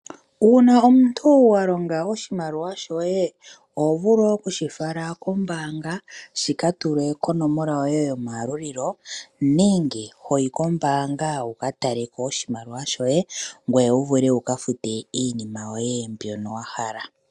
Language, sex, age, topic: Oshiwambo, female, 25-35, finance